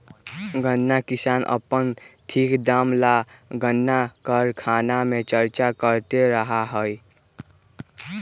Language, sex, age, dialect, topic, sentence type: Magahi, male, 18-24, Western, agriculture, statement